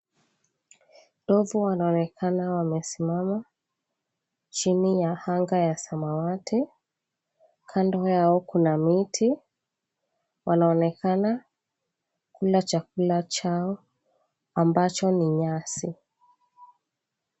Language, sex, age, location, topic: Swahili, female, 25-35, Mombasa, agriculture